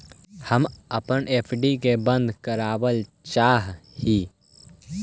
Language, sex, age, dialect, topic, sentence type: Magahi, male, 18-24, Central/Standard, banking, statement